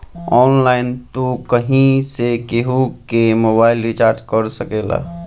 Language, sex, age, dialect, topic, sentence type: Bhojpuri, male, 18-24, Northern, banking, statement